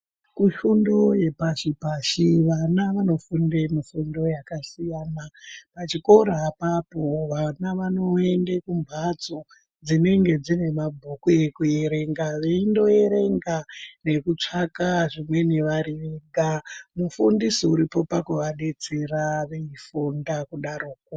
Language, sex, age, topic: Ndau, male, 18-24, education